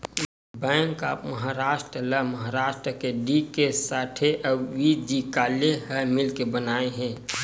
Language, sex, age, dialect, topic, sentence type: Chhattisgarhi, male, 18-24, Western/Budati/Khatahi, banking, statement